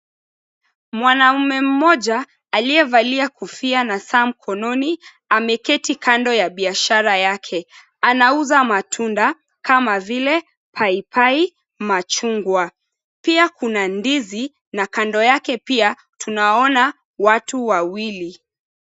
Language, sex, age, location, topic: Swahili, female, 25-35, Mombasa, finance